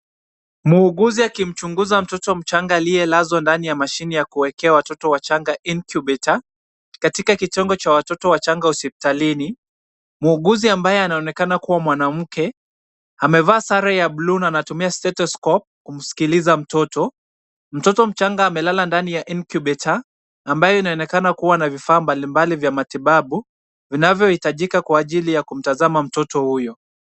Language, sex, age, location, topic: Swahili, male, 25-35, Kisumu, health